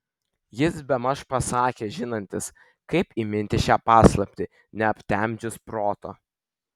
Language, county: Lithuanian, Vilnius